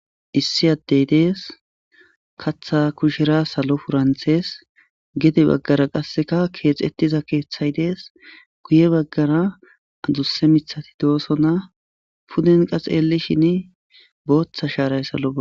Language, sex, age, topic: Gamo, male, 18-24, agriculture